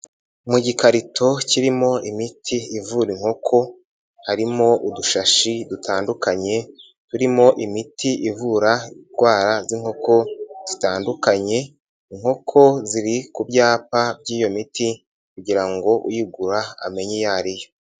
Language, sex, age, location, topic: Kinyarwanda, male, 18-24, Nyagatare, agriculture